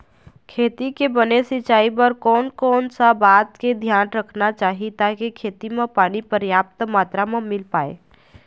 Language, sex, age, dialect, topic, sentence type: Chhattisgarhi, female, 25-30, Eastern, agriculture, question